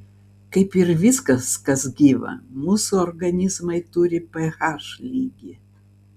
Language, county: Lithuanian, Vilnius